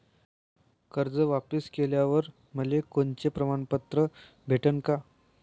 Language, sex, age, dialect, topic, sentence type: Marathi, male, 18-24, Varhadi, banking, question